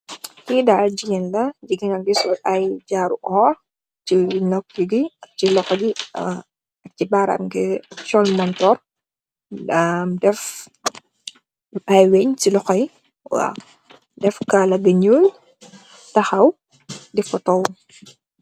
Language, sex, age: Wolof, female, 18-24